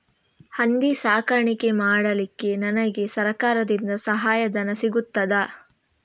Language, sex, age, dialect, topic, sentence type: Kannada, female, 18-24, Coastal/Dakshin, agriculture, question